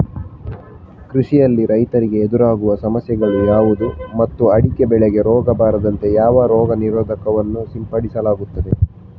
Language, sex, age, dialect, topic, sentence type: Kannada, male, 60-100, Coastal/Dakshin, agriculture, question